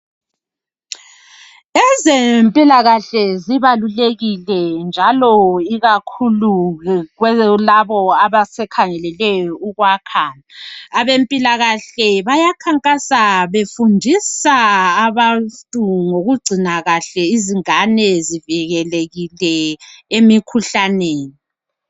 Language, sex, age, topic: North Ndebele, female, 36-49, health